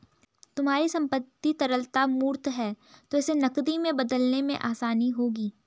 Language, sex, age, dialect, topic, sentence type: Hindi, female, 18-24, Garhwali, banking, statement